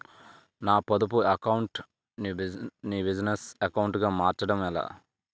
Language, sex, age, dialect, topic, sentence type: Telugu, male, 25-30, Utterandhra, banking, question